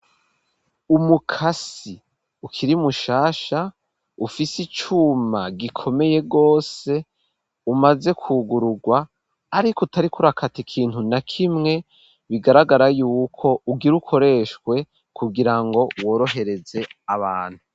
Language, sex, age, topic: Rundi, male, 18-24, education